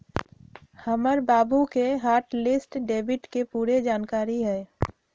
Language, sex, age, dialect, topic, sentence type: Magahi, female, 25-30, Western, banking, statement